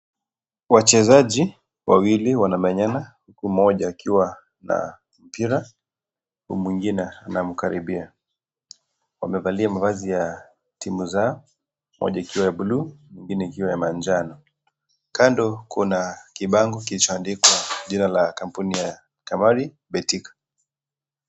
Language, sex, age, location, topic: Swahili, male, 25-35, Kisii, government